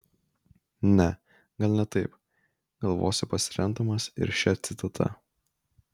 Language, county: Lithuanian, Kaunas